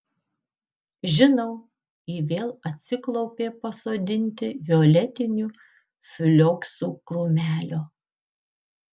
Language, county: Lithuanian, Kaunas